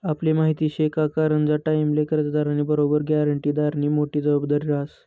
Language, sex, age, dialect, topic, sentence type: Marathi, male, 25-30, Northern Konkan, banking, statement